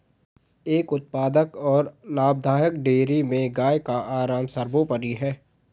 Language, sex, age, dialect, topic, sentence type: Hindi, male, 18-24, Garhwali, agriculture, statement